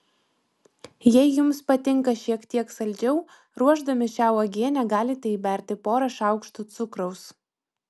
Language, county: Lithuanian, Vilnius